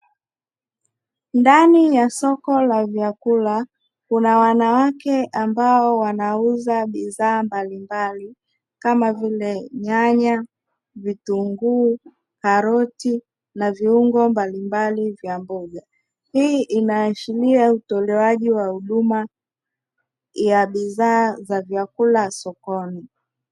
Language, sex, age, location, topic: Swahili, female, 25-35, Dar es Salaam, finance